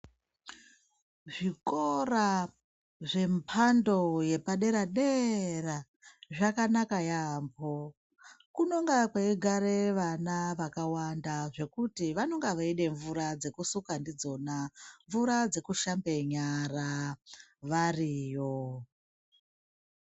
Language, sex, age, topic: Ndau, female, 36-49, education